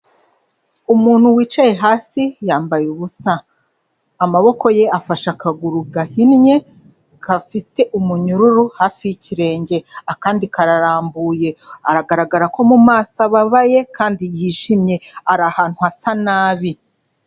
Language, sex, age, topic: Kinyarwanda, female, 25-35, health